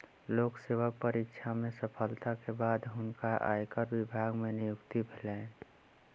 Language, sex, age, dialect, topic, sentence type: Maithili, male, 25-30, Southern/Standard, banking, statement